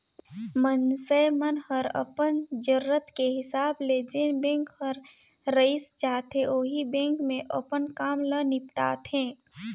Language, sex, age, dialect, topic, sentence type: Chhattisgarhi, female, 18-24, Northern/Bhandar, banking, statement